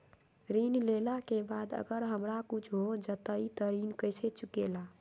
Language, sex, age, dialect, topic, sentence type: Magahi, female, 31-35, Western, banking, question